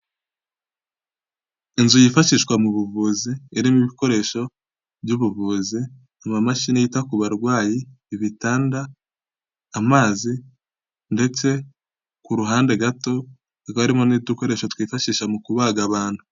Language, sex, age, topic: Kinyarwanda, male, 18-24, health